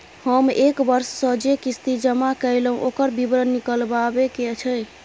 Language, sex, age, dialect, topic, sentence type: Maithili, female, 31-35, Bajjika, banking, question